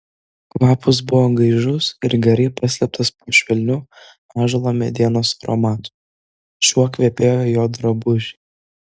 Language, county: Lithuanian, Vilnius